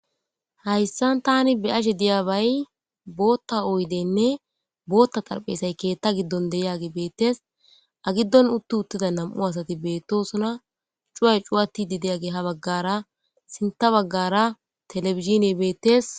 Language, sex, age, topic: Gamo, female, 18-24, government